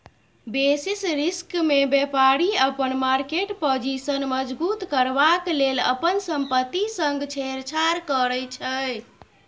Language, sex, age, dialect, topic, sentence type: Maithili, female, 31-35, Bajjika, banking, statement